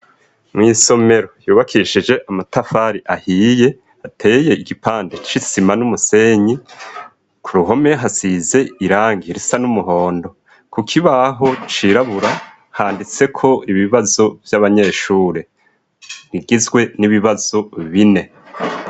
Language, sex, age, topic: Rundi, male, 50+, education